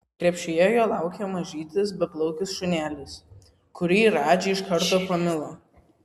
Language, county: Lithuanian, Vilnius